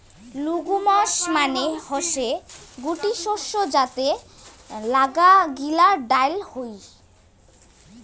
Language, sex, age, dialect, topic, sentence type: Bengali, female, 18-24, Rajbangshi, agriculture, statement